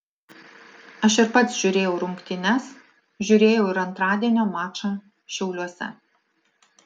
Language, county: Lithuanian, Alytus